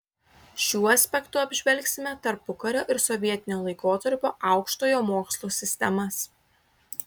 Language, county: Lithuanian, Klaipėda